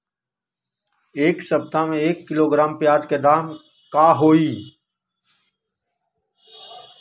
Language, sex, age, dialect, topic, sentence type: Magahi, male, 18-24, Western, agriculture, question